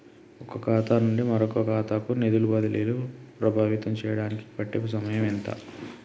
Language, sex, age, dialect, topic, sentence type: Telugu, male, 31-35, Telangana, banking, question